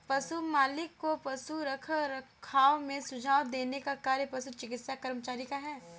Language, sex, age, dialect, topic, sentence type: Hindi, female, 18-24, Kanauji Braj Bhasha, agriculture, statement